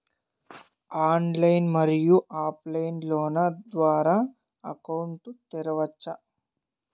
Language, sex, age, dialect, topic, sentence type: Telugu, male, 18-24, Southern, banking, question